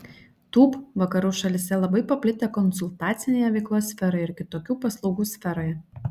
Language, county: Lithuanian, Šiauliai